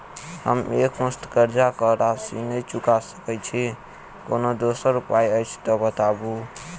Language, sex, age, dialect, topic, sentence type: Maithili, male, 18-24, Southern/Standard, banking, question